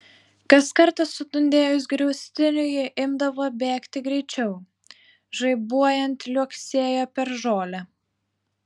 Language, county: Lithuanian, Vilnius